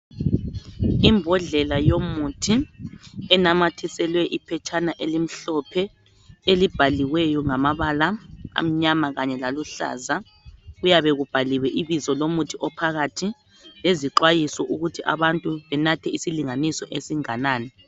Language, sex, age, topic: North Ndebele, male, 25-35, health